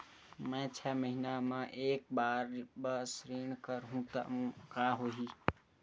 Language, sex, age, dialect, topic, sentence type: Chhattisgarhi, male, 60-100, Western/Budati/Khatahi, banking, question